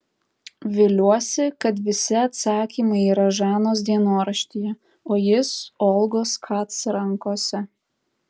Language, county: Lithuanian, Tauragė